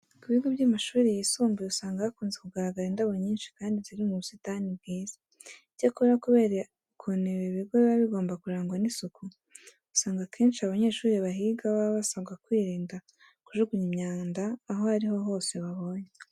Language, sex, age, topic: Kinyarwanda, female, 18-24, education